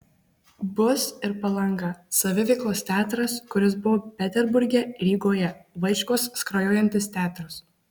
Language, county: Lithuanian, Marijampolė